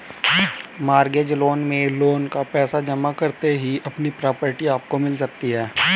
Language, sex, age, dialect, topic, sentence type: Hindi, male, 18-24, Hindustani Malvi Khadi Boli, banking, statement